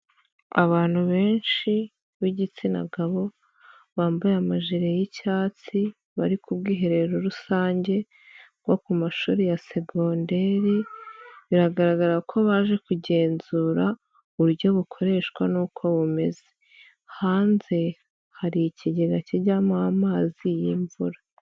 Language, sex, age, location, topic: Kinyarwanda, female, 25-35, Nyagatare, education